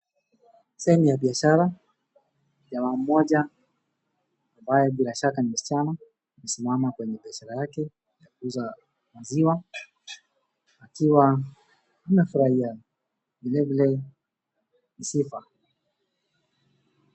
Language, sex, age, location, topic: Swahili, male, 25-35, Wajir, finance